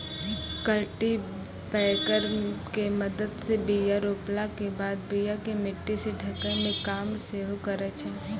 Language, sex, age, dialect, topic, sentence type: Maithili, female, 18-24, Angika, agriculture, statement